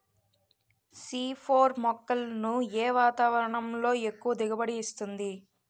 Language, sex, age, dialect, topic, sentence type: Telugu, female, 18-24, Utterandhra, agriculture, question